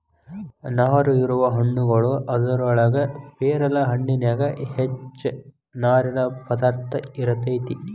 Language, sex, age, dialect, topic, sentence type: Kannada, male, 18-24, Dharwad Kannada, agriculture, statement